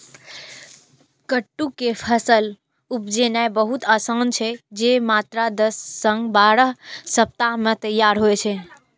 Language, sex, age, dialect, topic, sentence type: Maithili, female, 18-24, Eastern / Thethi, agriculture, statement